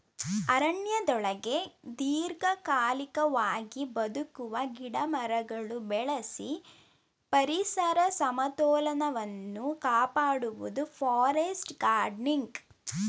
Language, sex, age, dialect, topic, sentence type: Kannada, female, 18-24, Mysore Kannada, agriculture, statement